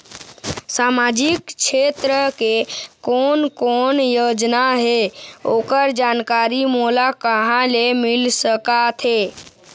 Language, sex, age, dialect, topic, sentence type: Chhattisgarhi, male, 51-55, Eastern, banking, question